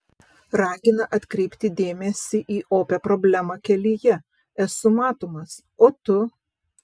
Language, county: Lithuanian, Vilnius